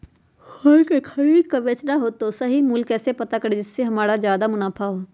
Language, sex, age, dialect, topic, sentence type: Magahi, female, 46-50, Western, agriculture, question